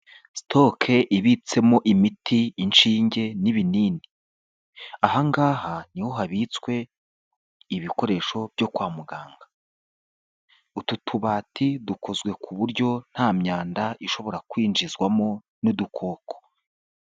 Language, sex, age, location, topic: Kinyarwanda, male, 25-35, Huye, health